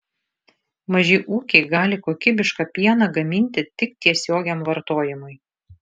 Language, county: Lithuanian, Šiauliai